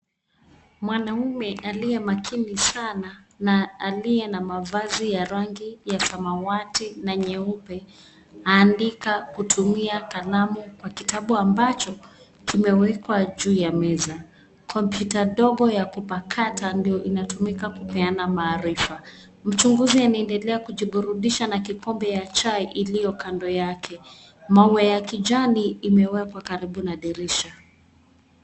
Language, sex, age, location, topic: Swahili, female, 36-49, Nairobi, education